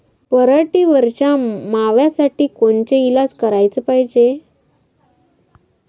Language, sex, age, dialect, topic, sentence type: Marathi, female, 25-30, Varhadi, agriculture, question